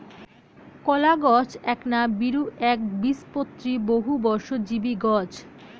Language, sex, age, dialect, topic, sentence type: Bengali, female, 31-35, Rajbangshi, agriculture, statement